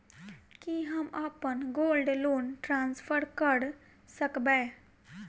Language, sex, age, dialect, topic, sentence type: Maithili, female, 18-24, Southern/Standard, banking, question